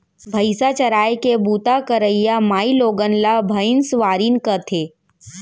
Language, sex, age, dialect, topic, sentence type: Chhattisgarhi, female, 60-100, Central, agriculture, statement